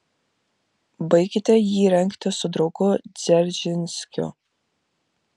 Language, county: Lithuanian, Vilnius